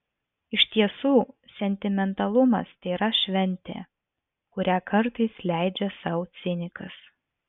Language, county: Lithuanian, Vilnius